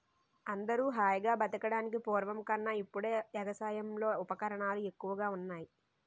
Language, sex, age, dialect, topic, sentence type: Telugu, female, 18-24, Utterandhra, agriculture, statement